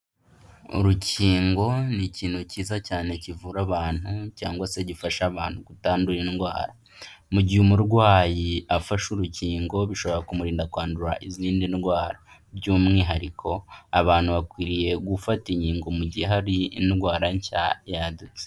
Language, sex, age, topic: Kinyarwanda, male, 18-24, health